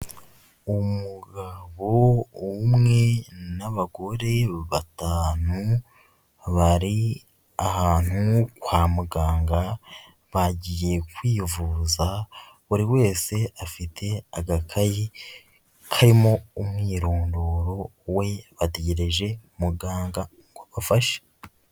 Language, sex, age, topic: Kinyarwanda, male, 18-24, finance